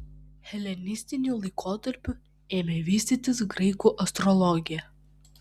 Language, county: Lithuanian, Vilnius